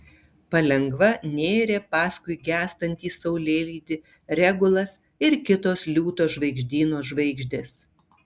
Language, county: Lithuanian, Tauragė